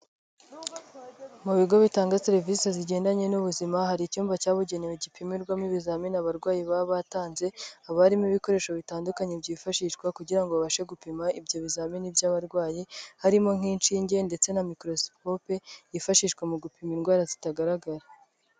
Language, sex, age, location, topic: Kinyarwanda, male, 25-35, Nyagatare, health